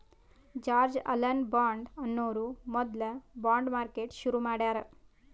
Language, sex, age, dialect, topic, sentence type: Kannada, female, 18-24, Northeastern, banking, statement